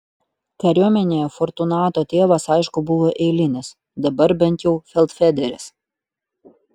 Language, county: Lithuanian, Utena